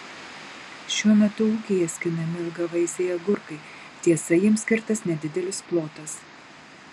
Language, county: Lithuanian, Marijampolė